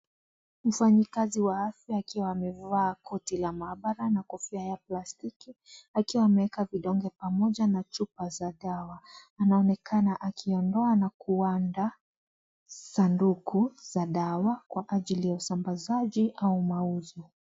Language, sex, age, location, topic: Swahili, female, 18-24, Kisii, health